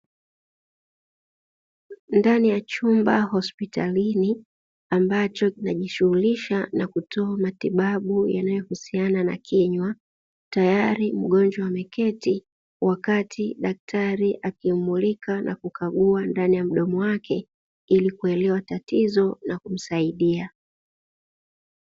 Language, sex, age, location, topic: Swahili, female, 25-35, Dar es Salaam, health